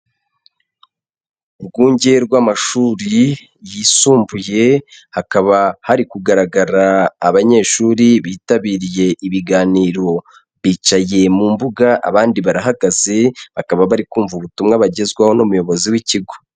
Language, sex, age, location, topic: Kinyarwanda, male, 25-35, Kigali, education